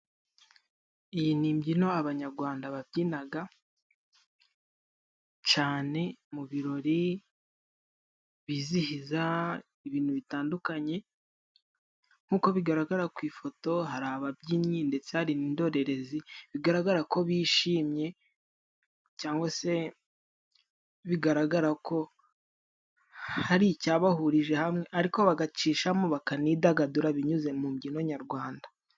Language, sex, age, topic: Kinyarwanda, male, 18-24, government